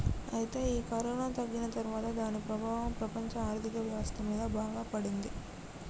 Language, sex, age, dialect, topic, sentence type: Telugu, male, 18-24, Telangana, banking, statement